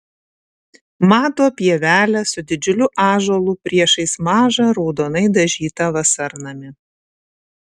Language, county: Lithuanian, Šiauliai